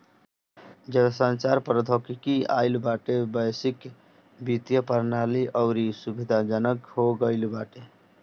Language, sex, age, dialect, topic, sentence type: Bhojpuri, male, 18-24, Northern, banking, statement